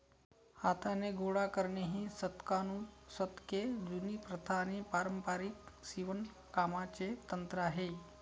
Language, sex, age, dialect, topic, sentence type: Marathi, male, 31-35, Varhadi, agriculture, statement